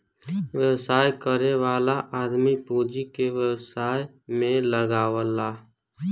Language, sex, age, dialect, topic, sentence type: Bhojpuri, male, 18-24, Western, banking, statement